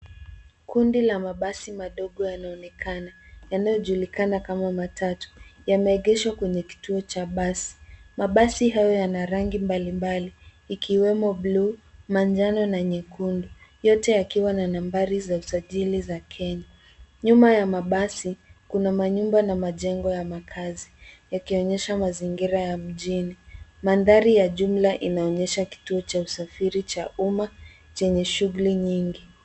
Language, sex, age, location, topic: Swahili, female, 18-24, Nairobi, government